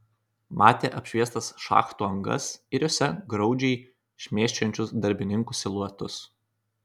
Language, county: Lithuanian, Kaunas